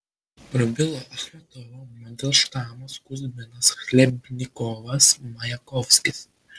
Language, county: Lithuanian, Klaipėda